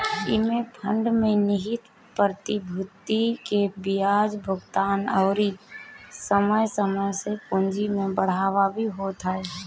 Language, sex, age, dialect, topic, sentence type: Bhojpuri, female, 25-30, Northern, banking, statement